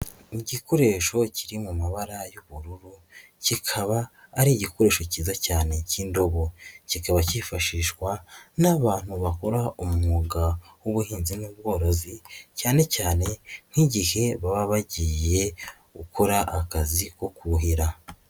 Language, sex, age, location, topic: Kinyarwanda, female, 18-24, Nyagatare, agriculture